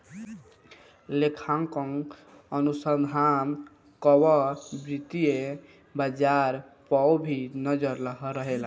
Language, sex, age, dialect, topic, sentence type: Bhojpuri, male, <18, Northern, banking, statement